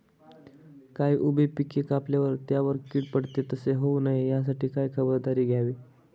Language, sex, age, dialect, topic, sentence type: Marathi, male, 18-24, Northern Konkan, agriculture, question